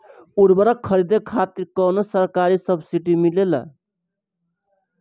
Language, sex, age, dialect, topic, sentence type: Bhojpuri, female, 18-24, Northern, agriculture, question